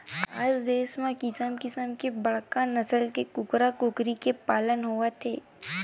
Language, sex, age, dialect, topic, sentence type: Chhattisgarhi, female, 25-30, Western/Budati/Khatahi, agriculture, statement